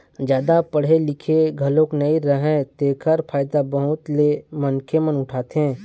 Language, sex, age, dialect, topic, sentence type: Chhattisgarhi, male, 60-100, Eastern, agriculture, statement